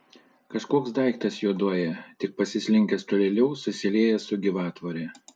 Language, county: Lithuanian, Panevėžys